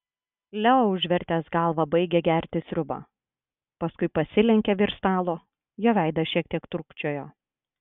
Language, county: Lithuanian, Klaipėda